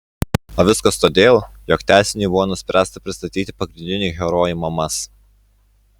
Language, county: Lithuanian, Utena